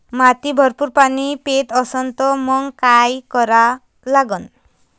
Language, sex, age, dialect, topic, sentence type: Marathi, female, 25-30, Varhadi, agriculture, question